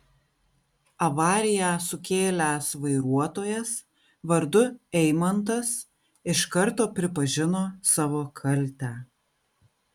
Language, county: Lithuanian, Kaunas